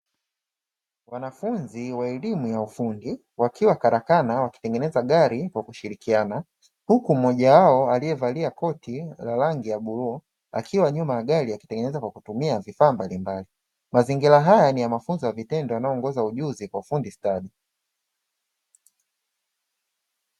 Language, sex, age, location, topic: Swahili, male, 25-35, Dar es Salaam, education